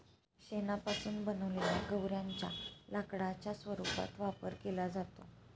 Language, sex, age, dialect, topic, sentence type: Marathi, female, 25-30, Standard Marathi, agriculture, statement